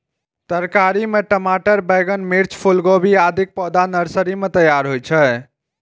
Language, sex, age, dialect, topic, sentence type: Maithili, male, 51-55, Eastern / Thethi, agriculture, statement